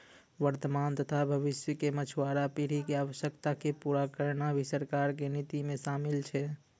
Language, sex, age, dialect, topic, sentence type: Maithili, male, 25-30, Angika, agriculture, statement